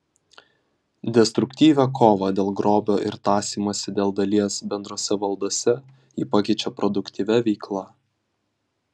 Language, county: Lithuanian, Vilnius